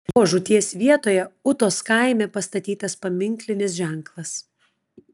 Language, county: Lithuanian, Klaipėda